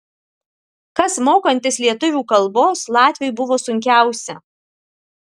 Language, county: Lithuanian, Alytus